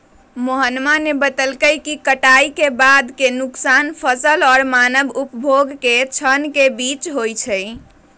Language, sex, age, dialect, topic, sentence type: Magahi, female, 41-45, Western, agriculture, statement